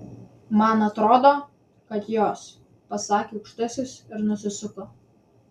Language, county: Lithuanian, Vilnius